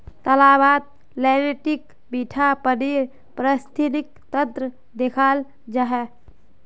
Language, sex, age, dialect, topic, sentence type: Magahi, female, 18-24, Northeastern/Surjapuri, agriculture, statement